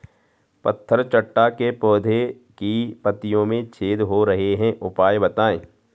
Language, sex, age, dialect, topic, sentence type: Hindi, male, 36-40, Garhwali, agriculture, question